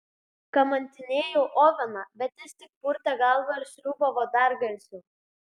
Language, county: Lithuanian, Klaipėda